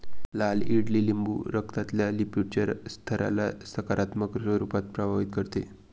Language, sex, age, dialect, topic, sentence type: Marathi, male, 25-30, Northern Konkan, agriculture, statement